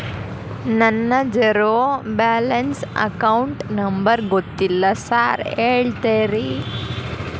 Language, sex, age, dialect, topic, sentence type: Kannada, female, 18-24, Dharwad Kannada, banking, question